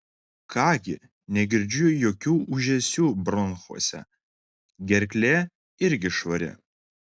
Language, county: Lithuanian, Klaipėda